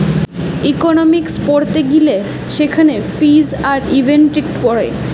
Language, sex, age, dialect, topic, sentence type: Bengali, female, 18-24, Western, banking, statement